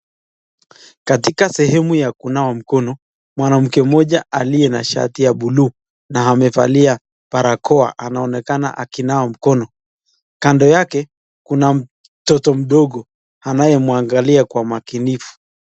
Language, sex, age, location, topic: Swahili, male, 25-35, Nakuru, health